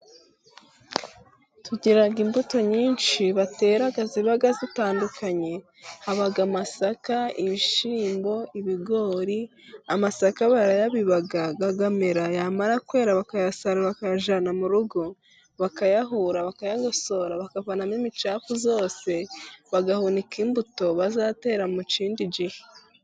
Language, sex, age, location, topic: Kinyarwanda, female, 25-35, Musanze, agriculture